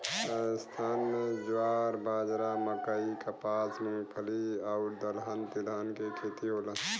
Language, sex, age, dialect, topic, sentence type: Bhojpuri, male, 25-30, Western, agriculture, statement